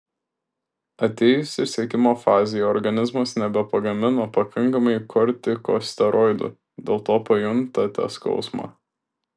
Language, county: Lithuanian, Šiauliai